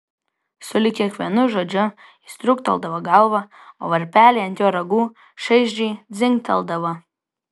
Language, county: Lithuanian, Vilnius